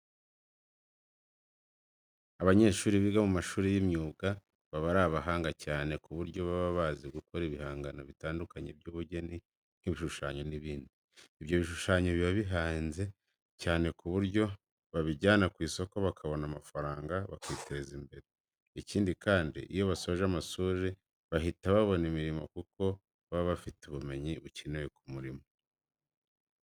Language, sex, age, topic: Kinyarwanda, male, 25-35, education